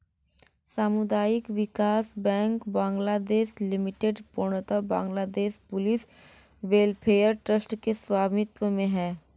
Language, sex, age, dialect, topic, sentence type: Hindi, female, 18-24, Hindustani Malvi Khadi Boli, banking, statement